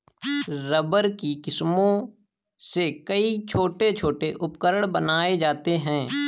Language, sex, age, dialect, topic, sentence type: Hindi, male, 18-24, Awadhi Bundeli, agriculture, statement